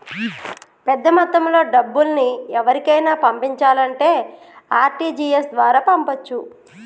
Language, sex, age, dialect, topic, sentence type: Telugu, female, 36-40, Telangana, banking, statement